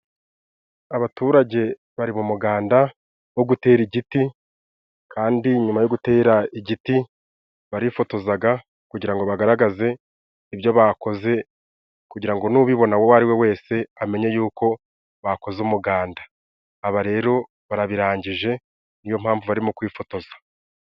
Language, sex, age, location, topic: Kinyarwanda, male, 25-35, Musanze, agriculture